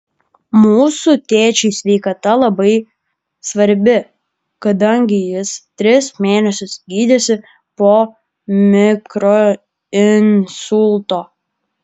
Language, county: Lithuanian, Kaunas